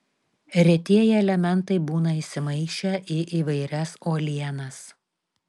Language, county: Lithuanian, Telšiai